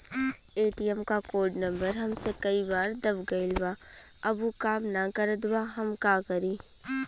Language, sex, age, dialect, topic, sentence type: Bhojpuri, female, 18-24, Western, banking, question